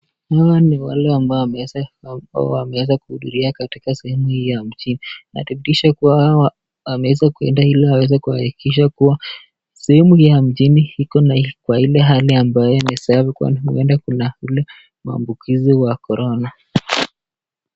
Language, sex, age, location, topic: Swahili, male, 25-35, Nakuru, health